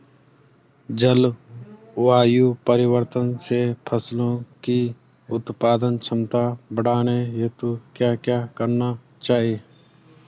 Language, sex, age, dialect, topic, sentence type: Hindi, male, 25-30, Garhwali, agriculture, question